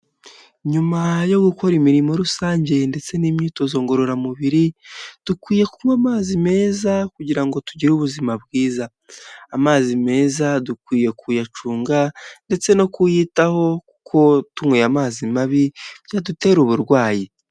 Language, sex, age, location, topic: Kinyarwanda, male, 18-24, Huye, health